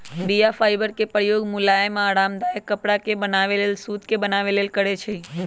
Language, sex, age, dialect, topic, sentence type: Magahi, male, 18-24, Western, agriculture, statement